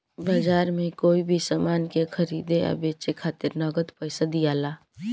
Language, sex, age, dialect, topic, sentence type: Bhojpuri, female, 18-24, Southern / Standard, banking, statement